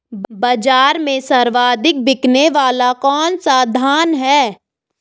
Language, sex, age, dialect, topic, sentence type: Hindi, female, 18-24, Garhwali, agriculture, question